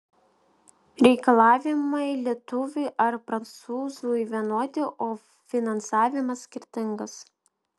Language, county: Lithuanian, Vilnius